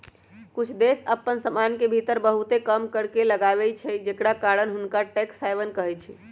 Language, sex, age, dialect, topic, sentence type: Magahi, male, 18-24, Western, banking, statement